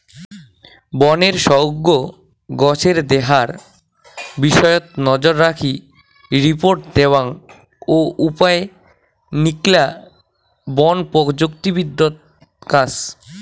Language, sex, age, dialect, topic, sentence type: Bengali, male, 18-24, Rajbangshi, agriculture, statement